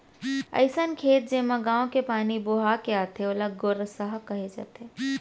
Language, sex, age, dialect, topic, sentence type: Chhattisgarhi, female, 18-24, Central, agriculture, statement